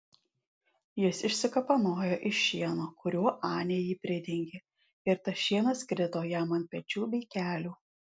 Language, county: Lithuanian, Alytus